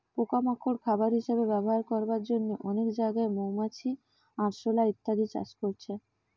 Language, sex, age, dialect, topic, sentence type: Bengali, female, 18-24, Western, agriculture, statement